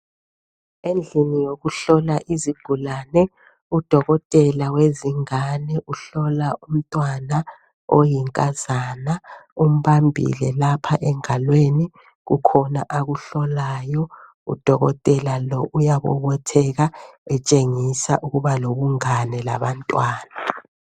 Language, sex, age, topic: North Ndebele, female, 50+, health